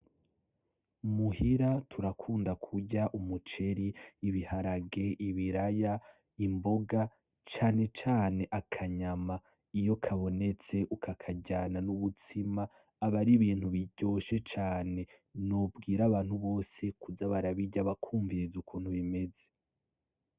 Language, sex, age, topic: Rundi, male, 18-24, agriculture